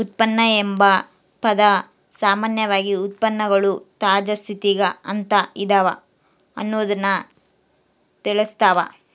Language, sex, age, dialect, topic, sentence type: Kannada, female, 18-24, Central, agriculture, statement